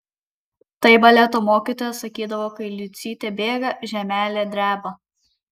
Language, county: Lithuanian, Kaunas